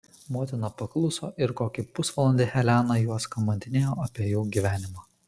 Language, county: Lithuanian, Kaunas